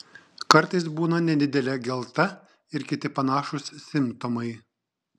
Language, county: Lithuanian, Šiauliai